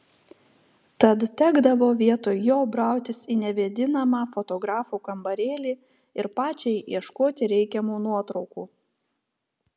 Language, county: Lithuanian, Telšiai